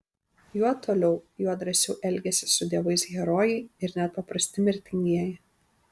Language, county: Lithuanian, Panevėžys